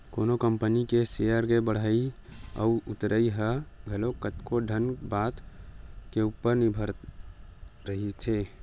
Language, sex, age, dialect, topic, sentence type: Chhattisgarhi, male, 25-30, Western/Budati/Khatahi, banking, statement